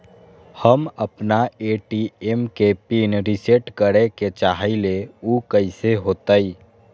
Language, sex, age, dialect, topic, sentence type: Magahi, male, 18-24, Western, banking, question